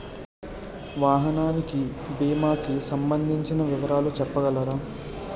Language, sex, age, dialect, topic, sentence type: Telugu, male, 18-24, Utterandhra, banking, question